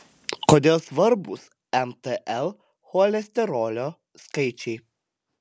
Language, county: Lithuanian, Panevėžys